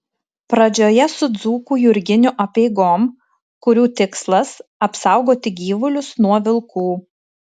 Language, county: Lithuanian, Tauragė